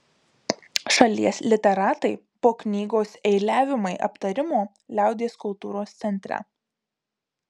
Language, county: Lithuanian, Marijampolė